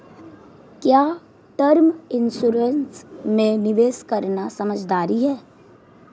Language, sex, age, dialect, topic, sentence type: Hindi, female, 18-24, Marwari Dhudhari, banking, question